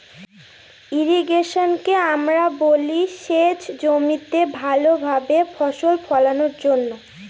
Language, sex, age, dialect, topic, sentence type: Bengali, female, 18-24, Northern/Varendri, agriculture, statement